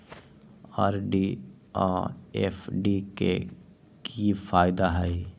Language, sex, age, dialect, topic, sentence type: Magahi, female, 18-24, Western, banking, statement